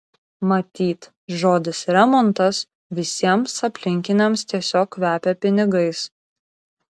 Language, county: Lithuanian, Kaunas